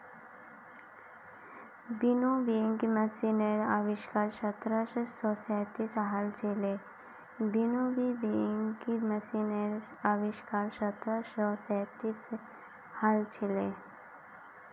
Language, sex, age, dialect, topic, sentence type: Magahi, female, 18-24, Northeastern/Surjapuri, agriculture, statement